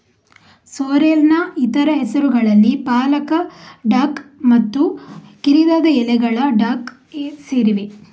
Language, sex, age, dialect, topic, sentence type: Kannada, female, 51-55, Coastal/Dakshin, agriculture, statement